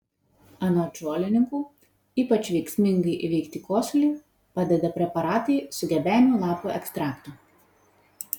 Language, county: Lithuanian, Vilnius